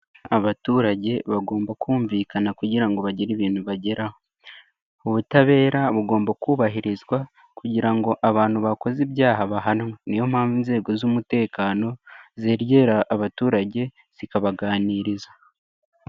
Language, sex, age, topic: Kinyarwanda, male, 18-24, government